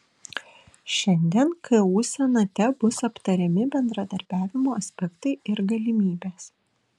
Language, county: Lithuanian, Kaunas